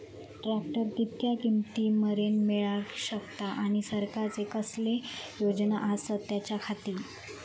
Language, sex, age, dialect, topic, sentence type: Marathi, female, 25-30, Southern Konkan, agriculture, question